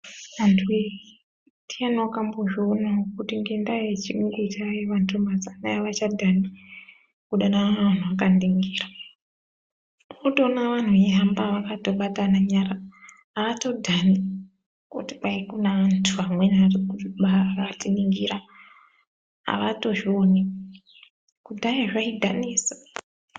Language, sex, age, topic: Ndau, female, 25-35, health